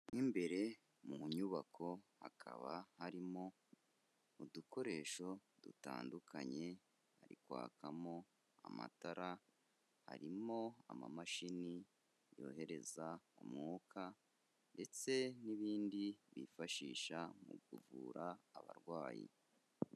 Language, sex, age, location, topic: Kinyarwanda, male, 25-35, Kigali, health